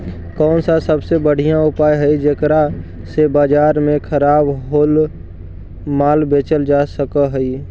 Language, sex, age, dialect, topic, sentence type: Magahi, male, 41-45, Central/Standard, agriculture, statement